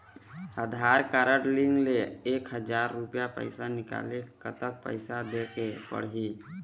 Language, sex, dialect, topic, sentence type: Chhattisgarhi, male, Eastern, banking, question